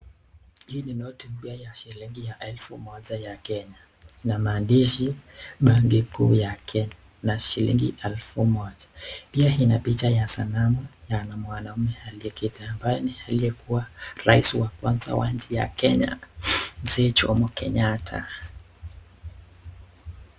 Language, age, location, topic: Swahili, 36-49, Nakuru, finance